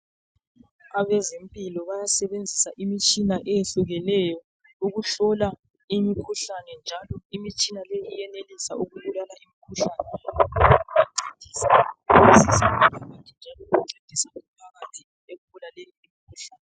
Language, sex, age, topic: North Ndebele, female, 36-49, health